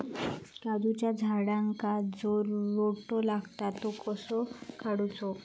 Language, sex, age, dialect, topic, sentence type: Marathi, female, 18-24, Southern Konkan, agriculture, question